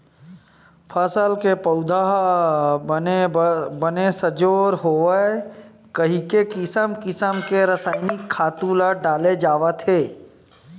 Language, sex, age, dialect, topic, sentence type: Chhattisgarhi, male, 25-30, Western/Budati/Khatahi, agriculture, statement